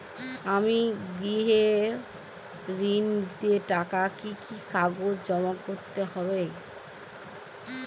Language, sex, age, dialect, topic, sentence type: Bengali, female, 25-30, Northern/Varendri, banking, question